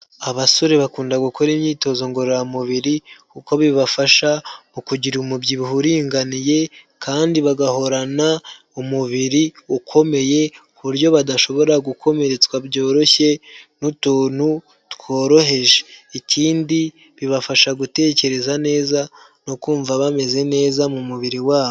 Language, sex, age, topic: Kinyarwanda, male, 25-35, health